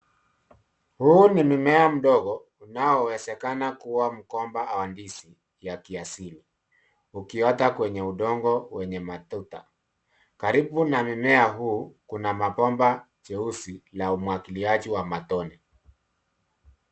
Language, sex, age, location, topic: Swahili, male, 36-49, Nairobi, agriculture